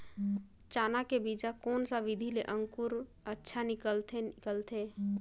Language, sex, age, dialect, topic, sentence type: Chhattisgarhi, female, 31-35, Northern/Bhandar, agriculture, question